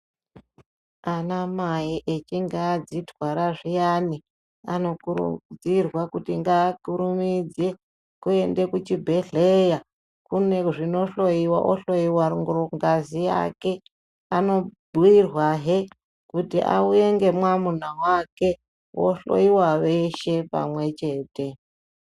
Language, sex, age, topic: Ndau, male, 36-49, health